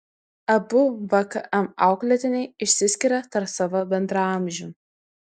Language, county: Lithuanian, Vilnius